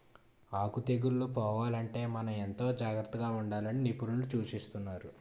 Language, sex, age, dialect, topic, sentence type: Telugu, male, 18-24, Utterandhra, agriculture, statement